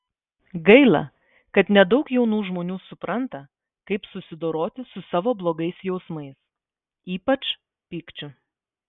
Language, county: Lithuanian, Vilnius